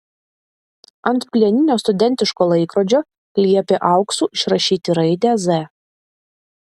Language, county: Lithuanian, Vilnius